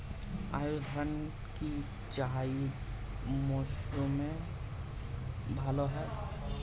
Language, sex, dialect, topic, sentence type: Bengali, male, Standard Colloquial, agriculture, question